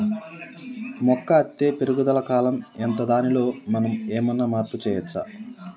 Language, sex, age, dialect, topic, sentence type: Telugu, male, 31-35, Telangana, agriculture, question